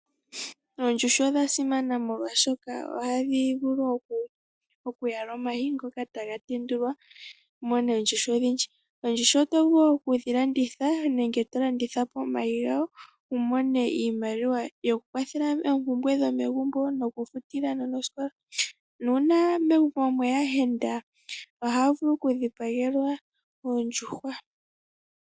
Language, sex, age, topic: Oshiwambo, female, 18-24, agriculture